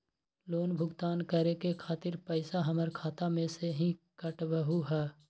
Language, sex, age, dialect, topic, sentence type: Magahi, male, 18-24, Western, banking, question